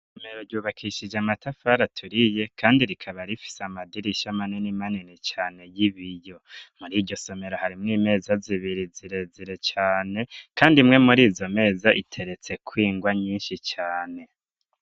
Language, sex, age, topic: Rundi, male, 25-35, education